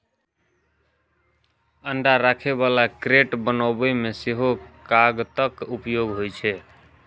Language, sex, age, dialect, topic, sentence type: Maithili, male, 31-35, Eastern / Thethi, agriculture, statement